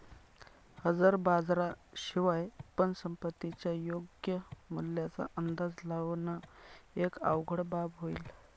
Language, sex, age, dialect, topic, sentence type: Marathi, male, 25-30, Northern Konkan, banking, statement